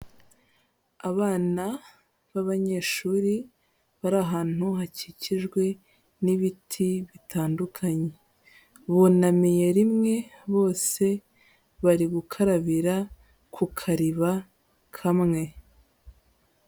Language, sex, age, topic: Kinyarwanda, female, 18-24, health